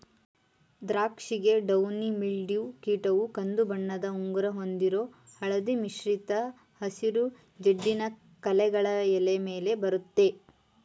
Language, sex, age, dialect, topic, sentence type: Kannada, male, 18-24, Mysore Kannada, agriculture, statement